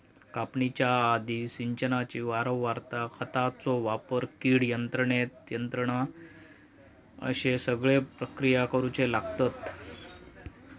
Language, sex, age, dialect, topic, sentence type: Marathi, male, 36-40, Southern Konkan, agriculture, statement